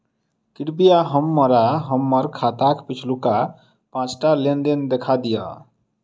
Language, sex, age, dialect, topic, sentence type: Maithili, male, 25-30, Southern/Standard, banking, statement